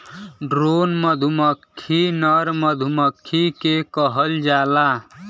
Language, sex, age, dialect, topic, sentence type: Bhojpuri, male, 18-24, Western, agriculture, statement